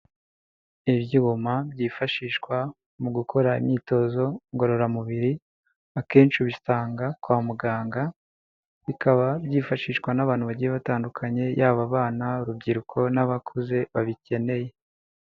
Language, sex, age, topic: Kinyarwanda, male, 18-24, health